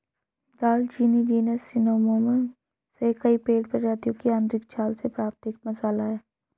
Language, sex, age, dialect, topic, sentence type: Hindi, female, 18-24, Hindustani Malvi Khadi Boli, agriculture, statement